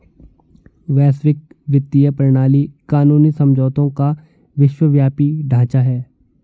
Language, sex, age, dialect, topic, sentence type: Hindi, male, 18-24, Hindustani Malvi Khadi Boli, banking, statement